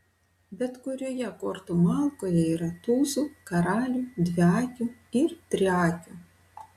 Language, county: Lithuanian, Vilnius